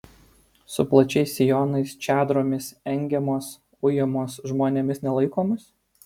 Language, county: Lithuanian, Alytus